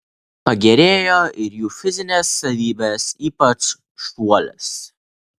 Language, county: Lithuanian, Alytus